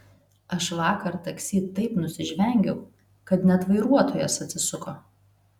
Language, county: Lithuanian, Telšiai